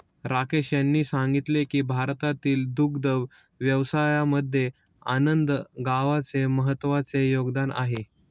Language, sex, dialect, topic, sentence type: Marathi, male, Standard Marathi, agriculture, statement